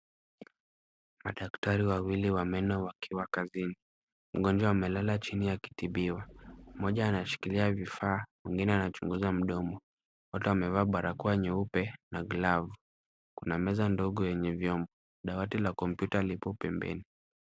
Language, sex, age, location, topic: Swahili, male, 25-35, Kisumu, health